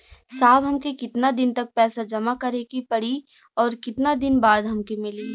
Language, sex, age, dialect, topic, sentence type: Bhojpuri, female, 41-45, Western, banking, question